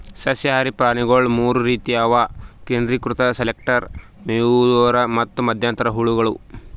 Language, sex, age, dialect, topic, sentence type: Kannada, male, 18-24, Northeastern, agriculture, statement